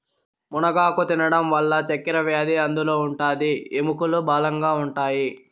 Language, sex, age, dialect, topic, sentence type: Telugu, male, 51-55, Southern, agriculture, statement